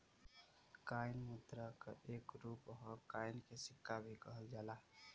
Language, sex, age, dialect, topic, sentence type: Bhojpuri, male, 18-24, Western, banking, statement